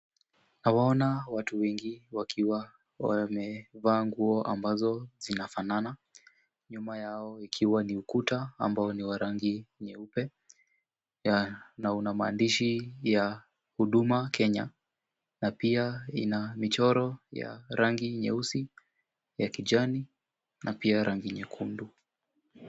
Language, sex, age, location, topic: Swahili, male, 18-24, Kisumu, government